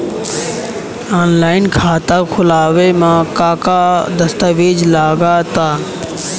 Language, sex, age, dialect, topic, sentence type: Bhojpuri, male, 18-24, Southern / Standard, banking, question